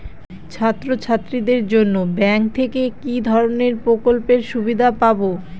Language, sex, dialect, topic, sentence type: Bengali, female, Northern/Varendri, banking, question